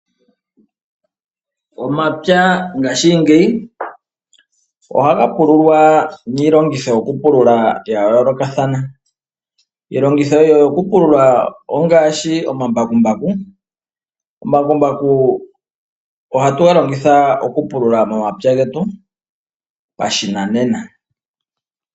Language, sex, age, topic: Oshiwambo, male, 25-35, agriculture